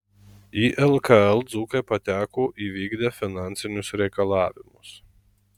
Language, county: Lithuanian, Marijampolė